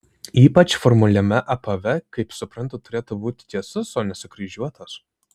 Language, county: Lithuanian, Vilnius